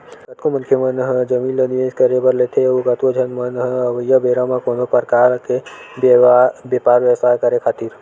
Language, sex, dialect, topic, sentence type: Chhattisgarhi, male, Western/Budati/Khatahi, banking, statement